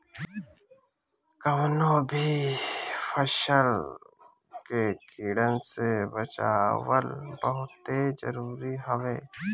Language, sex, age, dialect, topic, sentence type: Bhojpuri, male, 25-30, Northern, agriculture, statement